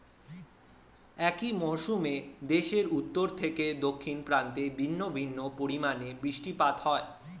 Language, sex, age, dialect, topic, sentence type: Bengali, male, 18-24, Standard Colloquial, agriculture, statement